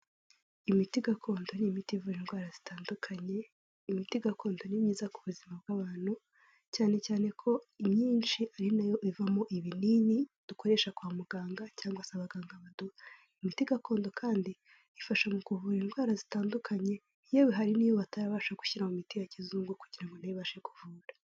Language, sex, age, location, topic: Kinyarwanda, female, 18-24, Kigali, health